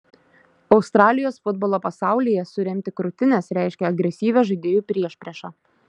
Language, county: Lithuanian, Šiauliai